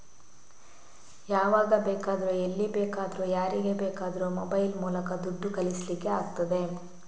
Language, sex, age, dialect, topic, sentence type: Kannada, female, 41-45, Coastal/Dakshin, banking, statement